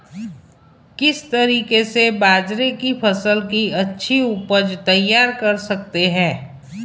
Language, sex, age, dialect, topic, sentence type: Hindi, female, 51-55, Marwari Dhudhari, agriculture, question